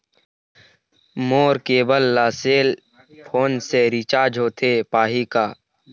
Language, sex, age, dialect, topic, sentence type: Chhattisgarhi, male, 60-100, Eastern, banking, question